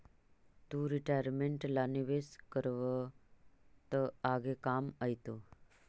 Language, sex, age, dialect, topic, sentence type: Magahi, female, 36-40, Central/Standard, banking, statement